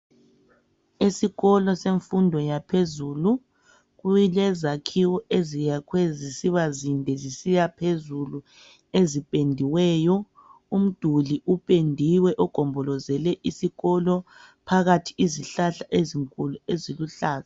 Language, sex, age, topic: North Ndebele, female, 25-35, education